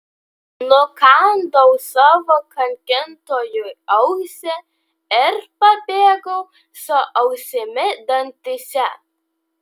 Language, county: Lithuanian, Vilnius